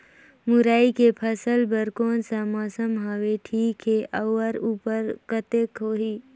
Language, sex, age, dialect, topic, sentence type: Chhattisgarhi, female, 56-60, Northern/Bhandar, agriculture, question